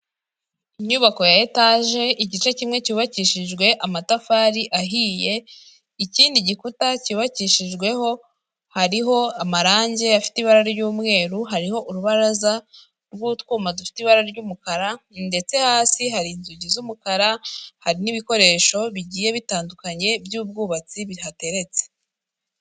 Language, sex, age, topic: Kinyarwanda, female, 25-35, finance